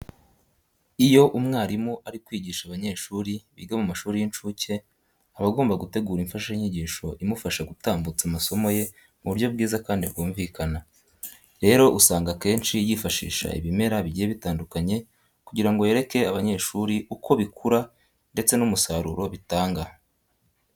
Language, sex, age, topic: Kinyarwanda, male, 18-24, education